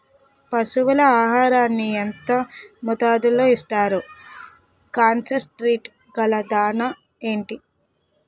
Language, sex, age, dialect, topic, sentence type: Telugu, female, 18-24, Utterandhra, agriculture, question